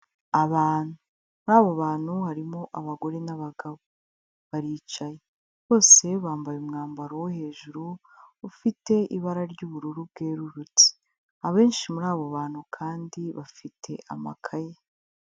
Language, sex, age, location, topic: Kinyarwanda, female, 18-24, Kigali, health